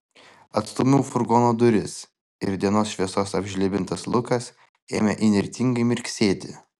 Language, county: Lithuanian, Vilnius